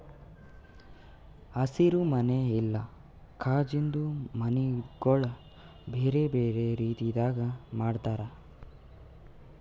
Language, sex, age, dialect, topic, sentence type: Kannada, male, 18-24, Northeastern, agriculture, statement